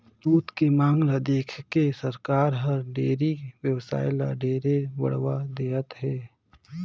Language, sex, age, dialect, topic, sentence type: Chhattisgarhi, male, 18-24, Northern/Bhandar, agriculture, statement